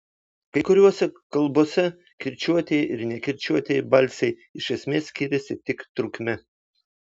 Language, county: Lithuanian, Vilnius